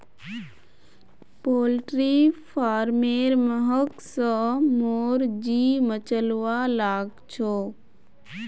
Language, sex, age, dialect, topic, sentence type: Magahi, female, 25-30, Northeastern/Surjapuri, agriculture, statement